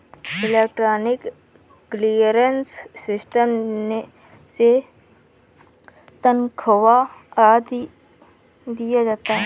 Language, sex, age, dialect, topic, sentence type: Hindi, female, 18-24, Awadhi Bundeli, banking, statement